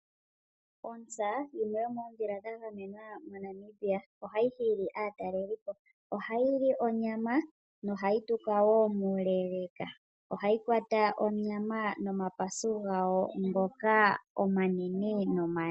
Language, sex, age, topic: Oshiwambo, female, 25-35, agriculture